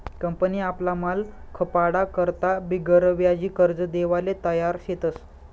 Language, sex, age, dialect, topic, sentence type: Marathi, male, 25-30, Northern Konkan, banking, statement